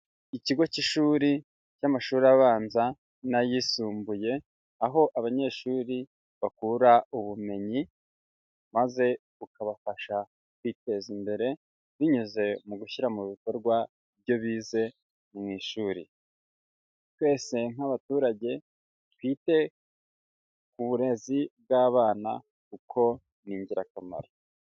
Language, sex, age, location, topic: Kinyarwanda, male, 25-35, Huye, education